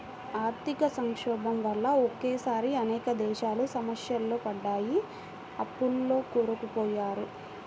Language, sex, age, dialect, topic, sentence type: Telugu, female, 18-24, Central/Coastal, banking, statement